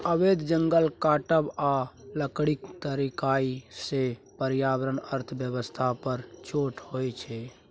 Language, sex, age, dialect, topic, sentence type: Maithili, male, 25-30, Bajjika, agriculture, statement